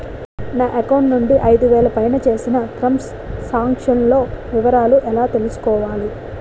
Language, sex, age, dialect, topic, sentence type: Telugu, female, 18-24, Utterandhra, banking, question